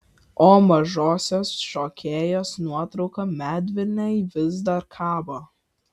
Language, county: Lithuanian, Vilnius